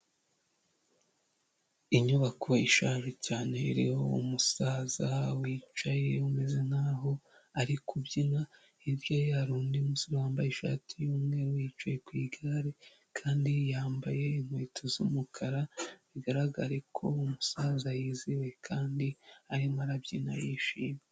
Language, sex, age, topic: Kinyarwanda, female, 18-24, health